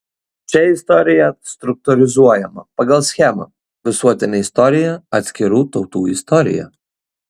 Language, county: Lithuanian, Šiauliai